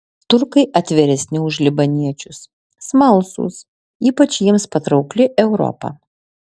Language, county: Lithuanian, Alytus